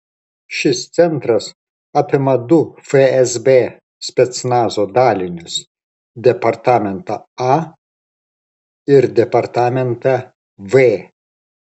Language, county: Lithuanian, Alytus